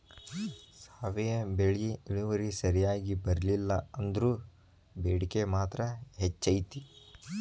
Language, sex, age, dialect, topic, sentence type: Kannada, male, 18-24, Dharwad Kannada, agriculture, statement